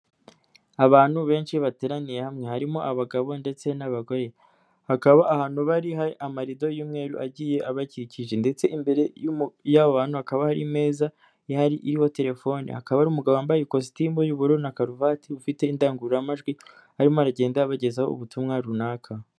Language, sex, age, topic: Kinyarwanda, male, 25-35, government